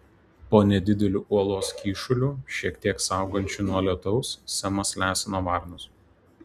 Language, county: Lithuanian, Telšiai